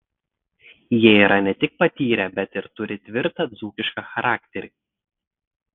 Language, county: Lithuanian, Telšiai